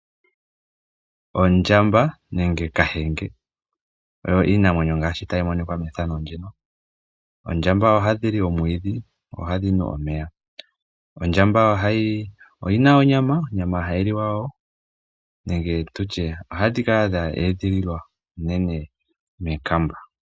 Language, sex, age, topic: Oshiwambo, male, 18-24, agriculture